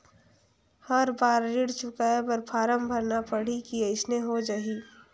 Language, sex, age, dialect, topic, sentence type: Chhattisgarhi, female, 46-50, Northern/Bhandar, banking, question